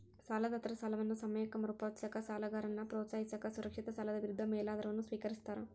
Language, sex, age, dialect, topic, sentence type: Kannada, female, 41-45, Dharwad Kannada, banking, statement